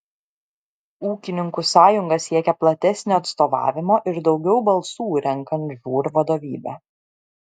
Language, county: Lithuanian, Šiauliai